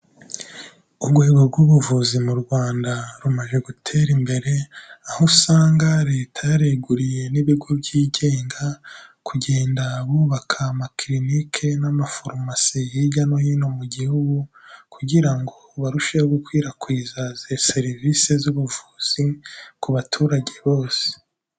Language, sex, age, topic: Kinyarwanda, male, 18-24, health